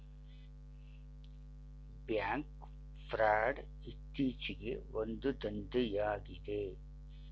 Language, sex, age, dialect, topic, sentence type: Kannada, male, 51-55, Mysore Kannada, banking, statement